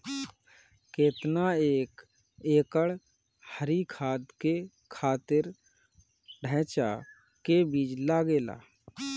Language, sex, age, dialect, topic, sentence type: Bhojpuri, male, 31-35, Northern, agriculture, question